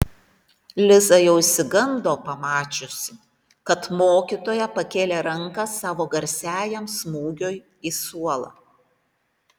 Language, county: Lithuanian, Panevėžys